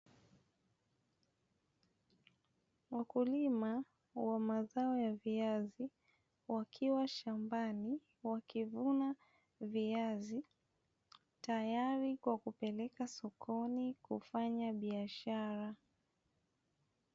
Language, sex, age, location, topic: Swahili, female, 25-35, Dar es Salaam, agriculture